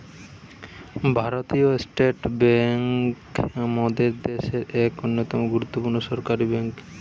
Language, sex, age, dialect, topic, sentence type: Bengali, male, 18-24, Western, banking, statement